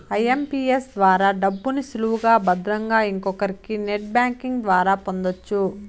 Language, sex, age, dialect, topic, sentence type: Telugu, female, 25-30, Southern, banking, statement